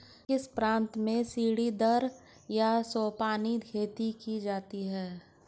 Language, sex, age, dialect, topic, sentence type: Hindi, male, 46-50, Hindustani Malvi Khadi Boli, agriculture, question